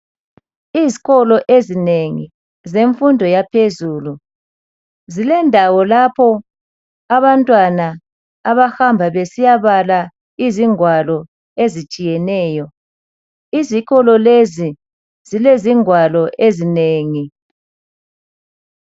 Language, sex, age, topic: North Ndebele, male, 50+, education